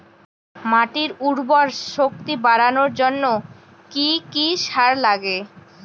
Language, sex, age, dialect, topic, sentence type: Bengali, female, 18-24, Rajbangshi, agriculture, question